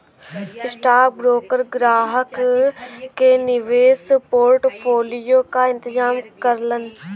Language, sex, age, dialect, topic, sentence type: Bhojpuri, female, 18-24, Western, banking, statement